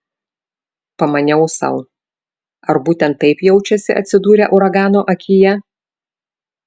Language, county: Lithuanian, Vilnius